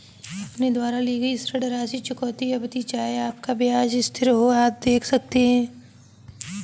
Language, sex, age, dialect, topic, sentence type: Hindi, female, 18-24, Kanauji Braj Bhasha, banking, statement